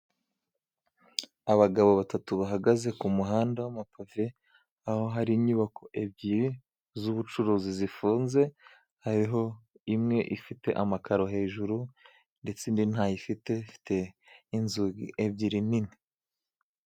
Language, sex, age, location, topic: Kinyarwanda, male, 25-35, Musanze, finance